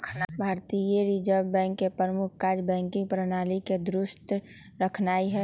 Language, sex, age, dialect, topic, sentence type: Magahi, female, 18-24, Western, banking, statement